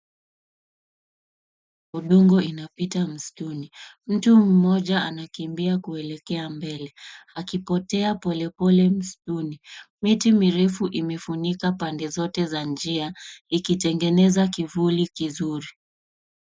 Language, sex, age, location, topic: Swahili, female, 25-35, Nairobi, government